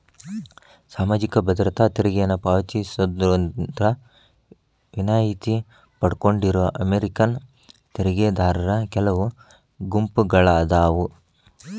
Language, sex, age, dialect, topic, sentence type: Kannada, male, 18-24, Dharwad Kannada, banking, statement